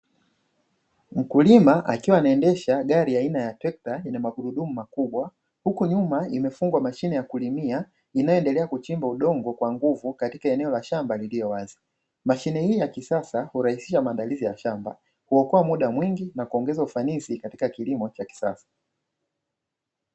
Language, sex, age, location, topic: Swahili, male, 25-35, Dar es Salaam, agriculture